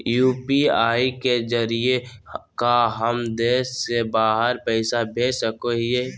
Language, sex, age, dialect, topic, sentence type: Magahi, male, 18-24, Southern, banking, question